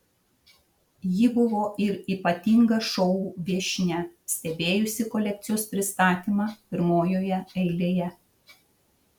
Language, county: Lithuanian, Šiauliai